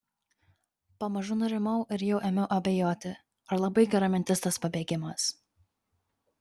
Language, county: Lithuanian, Kaunas